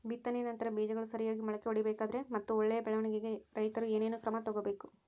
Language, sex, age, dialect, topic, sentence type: Kannada, female, 41-45, Central, agriculture, question